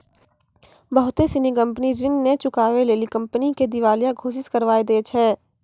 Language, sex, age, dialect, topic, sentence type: Maithili, female, 46-50, Angika, banking, statement